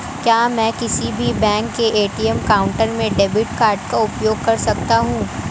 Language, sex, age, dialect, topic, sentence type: Hindi, male, 18-24, Marwari Dhudhari, banking, question